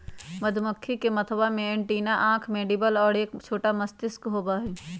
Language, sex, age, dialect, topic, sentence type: Magahi, female, 36-40, Western, agriculture, statement